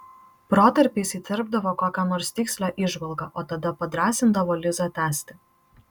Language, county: Lithuanian, Marijampolė